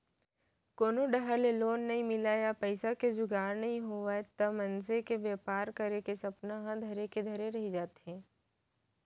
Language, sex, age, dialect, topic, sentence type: Chhattisgarhi, female, 18-24, Central, banking, statement